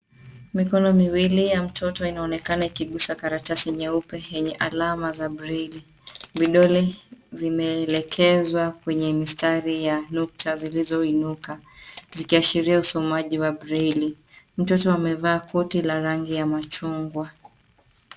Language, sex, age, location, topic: Swahili, female, 25-35, Nairobi, education